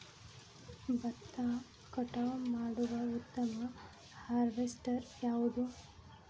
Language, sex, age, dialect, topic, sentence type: Kannada, female, 25-30, Dharwad Kannada, agriculture, question